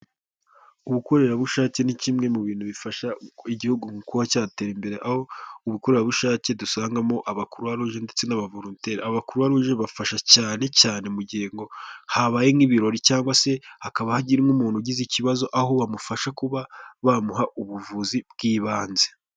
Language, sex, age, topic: Kinyarwanda, male, 18-24, health